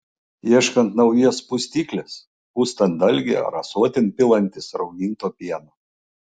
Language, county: Lithuanian, Klaipėda